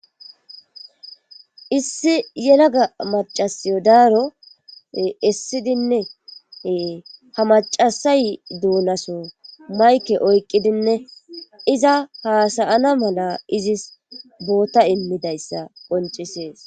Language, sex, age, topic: Gamo, female, 25-35, government